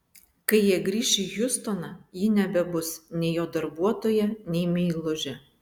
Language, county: Lithuanian, Vilnius